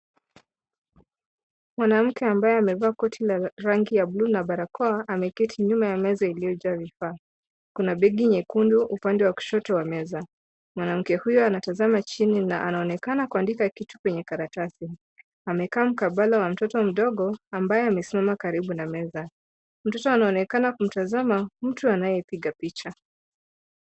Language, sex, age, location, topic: Swahili, female, 25-35, Mombasa, health